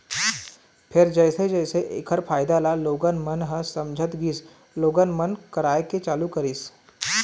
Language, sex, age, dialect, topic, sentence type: Chhattisgarhi, male, 18-24, Eastern, banking, statement